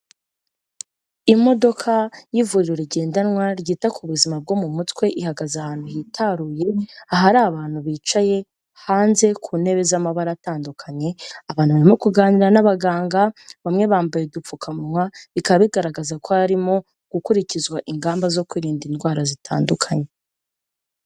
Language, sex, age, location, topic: Kinyarwanda, female, 18-24, Kigali, health